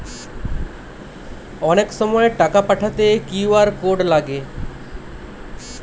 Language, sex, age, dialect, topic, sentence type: Bengali, male, 25-30, Western, banking, statement